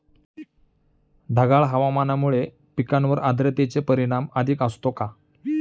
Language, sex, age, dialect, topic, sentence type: Marathi, male, 31-35, Standard Marathi, agriculture, question